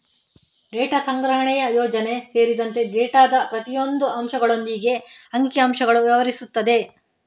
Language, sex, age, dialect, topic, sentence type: Kannada, female, 31-35, Coastal/Dakshin, banking, statement